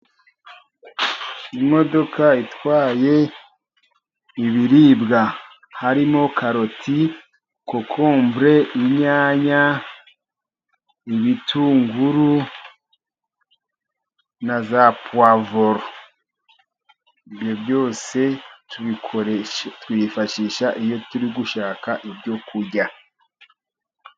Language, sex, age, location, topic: Kinyarwanda, male, 50+, Musanze, government